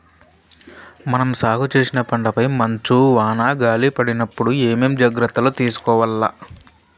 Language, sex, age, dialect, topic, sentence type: Telugu, male, 25-30, Southern, agriculture, question